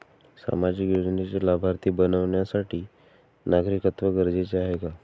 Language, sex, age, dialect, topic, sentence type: Marathi, male, 18-24, Northern Konkan, banking, question